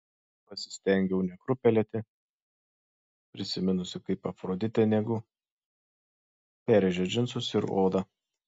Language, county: Lithuanian, Šiauliai